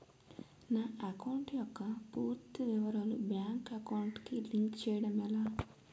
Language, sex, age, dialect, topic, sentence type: Telugu, female, 18-24, Utterandhra, banking, question